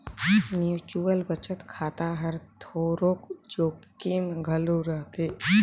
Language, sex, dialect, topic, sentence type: Chhattisgarhi, male, Northern/Bhandar, banking, statement